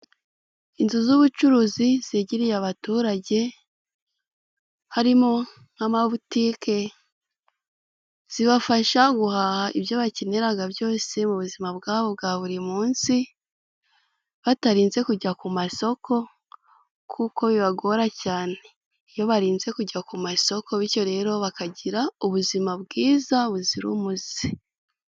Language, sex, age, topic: Kinyarwanda, female, 18-24, finance